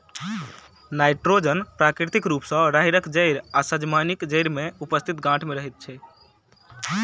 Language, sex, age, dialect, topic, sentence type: Maithili, male, 18-24, Southern/Standard, agriculture, statement